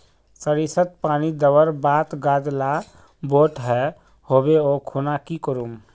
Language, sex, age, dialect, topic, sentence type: Magahi, male, 25-30, Northeastern/Surjapuri, agriculture, question